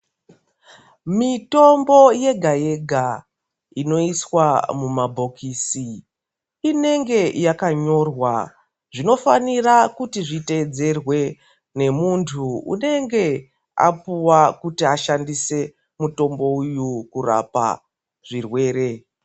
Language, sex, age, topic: Ndau, female, 36-49, health